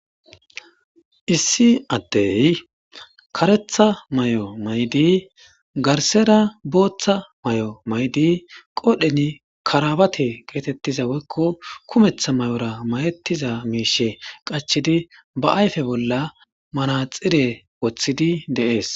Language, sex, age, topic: Gamo, male, 18-24, government